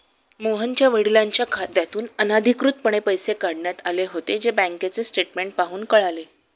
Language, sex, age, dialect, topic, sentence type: Marathi, female, 36-40, Standard Marathi, banking, statement